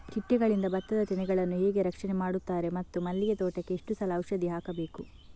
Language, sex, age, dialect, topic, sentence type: Kannada, female, 51-55, Coastal/Dakshin, agriculture, question